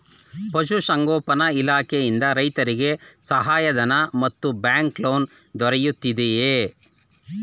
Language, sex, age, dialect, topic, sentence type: Kannada, male, 36-40, Mysore Kannada, agriculture, question